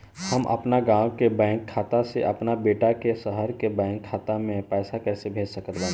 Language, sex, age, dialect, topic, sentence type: Bhojpuri, male, 18-24, Southern / Standard, banking, question